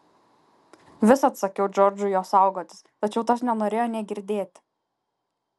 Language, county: Lithuanian, Kaunas